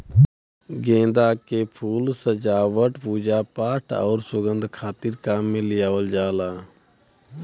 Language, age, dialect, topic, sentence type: Bhojpuri, 25-30, Western, agriculture, statement